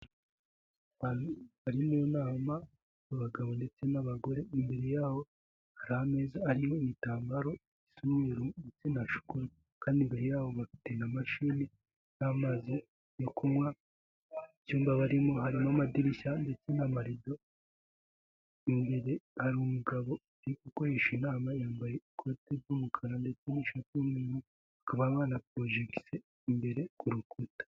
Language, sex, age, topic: Kinyarwanda, male, 18-24, government